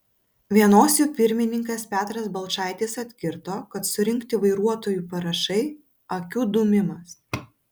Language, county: Lithuanian, Vilnius